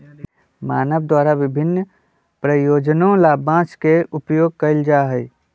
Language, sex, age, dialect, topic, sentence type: Magahi, male, 25-30, Western, agriculture, statement